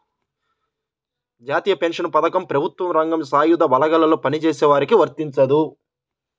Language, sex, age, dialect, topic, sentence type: Telugu, male, 31-35, Central/Coastal, banking, statement